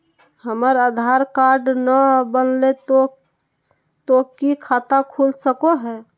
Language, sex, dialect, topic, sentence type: Magahi, female, Southern, banking, question